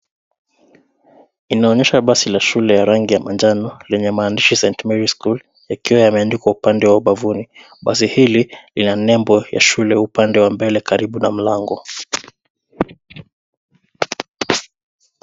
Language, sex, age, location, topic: Swahili, male, 25-35, Nairobi, education